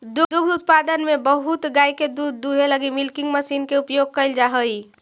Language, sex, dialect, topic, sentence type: Magahi, female, Central/Standard, banking, statement